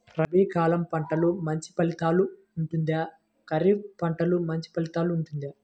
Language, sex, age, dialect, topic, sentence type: Telugu, male, 18-24, Central/Coastal, agriculture, question